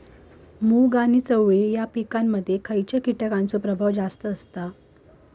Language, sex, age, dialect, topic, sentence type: Marathi, female, 18-24, Southern Konkan, agriculture, question